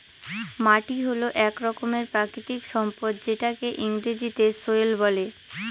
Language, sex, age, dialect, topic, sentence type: Bengali, female, 18-24, Northern/Varendri, agriculture, statement